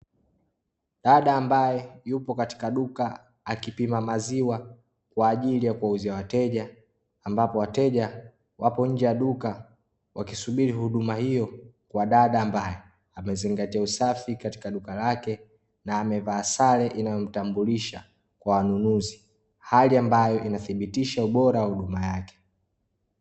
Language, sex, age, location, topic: Swahili, male, 18-24, Dar es Salaam, finance